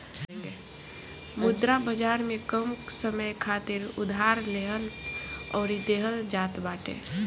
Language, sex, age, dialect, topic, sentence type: Bhojpuri, female, <18, Northern, banking, statement